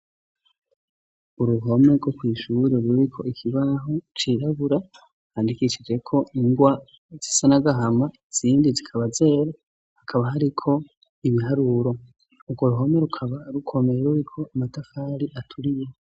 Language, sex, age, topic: Rundi, male, 25-35, education